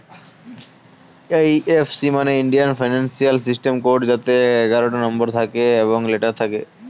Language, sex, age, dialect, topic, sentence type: Bengali, male, 18-24, Standard Colloquial, banking, statement